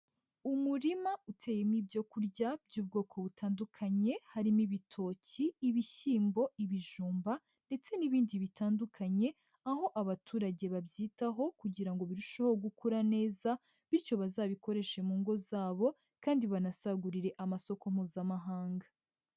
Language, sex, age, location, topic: Kinyarwanda, male, 18-24, Huye, agriculture